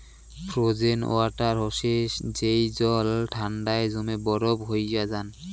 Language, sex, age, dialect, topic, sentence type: Bengali, male, 18-24, Rajbangshi, agriculture, statement